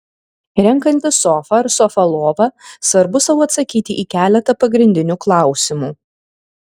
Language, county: Lithuanian, Kaunas